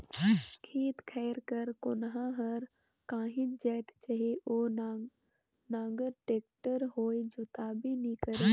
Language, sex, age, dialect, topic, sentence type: Chhattisgarhi, female, 18-24, Northern/Bhandar, agriculture, statement